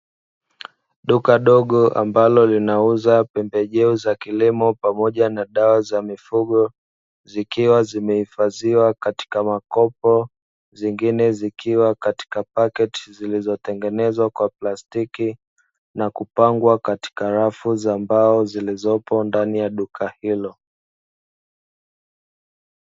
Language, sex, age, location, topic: Swahili, male, 25-35, Dar es Salaam, agriculture